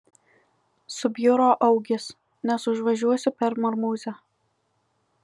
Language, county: Lithuanian, Alytus